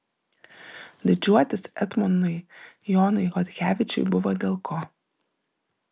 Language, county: Lithuanian, Vilnius